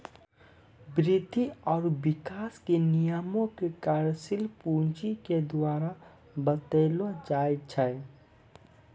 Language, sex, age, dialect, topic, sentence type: Maithili, male, 18-24, Angika, banking, statement